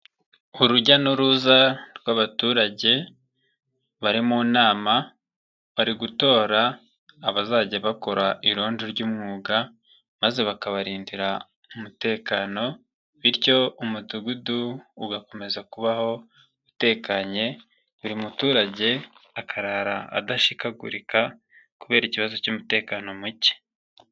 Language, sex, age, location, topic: Kinyarwanda, male, 25-35, Nyagatare, government